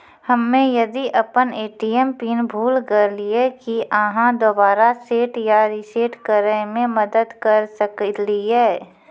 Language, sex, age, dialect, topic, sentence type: Maithili, female, 31-35, Angika, banking, question